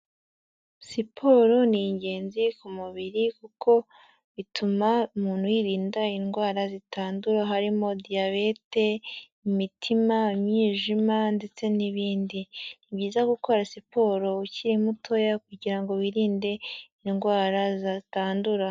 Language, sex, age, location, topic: Kinyarwanda, female, 18-24, Huye, health